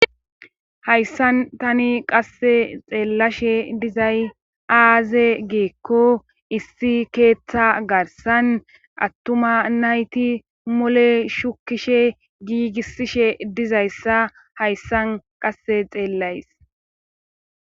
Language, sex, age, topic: Gamo, female, 25-35, government